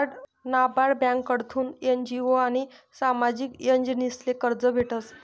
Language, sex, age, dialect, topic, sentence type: Marathi, female, 56-60, Northern Konkan, banking, statement